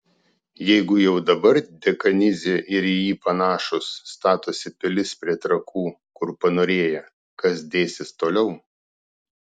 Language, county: Lithuanian, Klaipėda